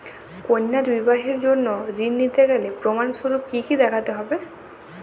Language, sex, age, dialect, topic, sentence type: Bengali, female, 18-24, Jharkhandi, banking, question